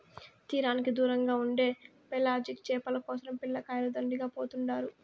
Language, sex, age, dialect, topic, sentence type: Telugu, female, 18-24, Southern, agriculture, statement